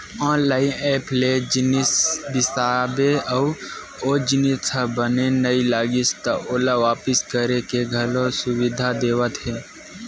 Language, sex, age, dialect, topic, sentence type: Chhattisgarhi, male, 18-24, Western/Budati/Khatahi, banking, statement